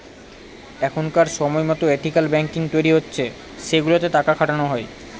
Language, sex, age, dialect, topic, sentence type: Bengali, male, 18-24, Northern/Varendri, banking, statement